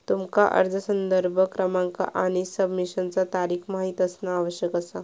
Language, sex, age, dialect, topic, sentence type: Marathi, female, 31-35, Southern Konkan, banking, statement